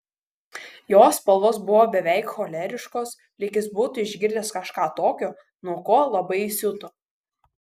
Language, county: Lithuanian, Kaunas